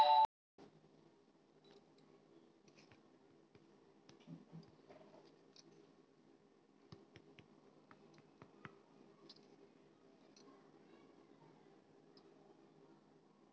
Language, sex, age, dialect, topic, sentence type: Magahi, female, 51-55, Central/Standard, banking, question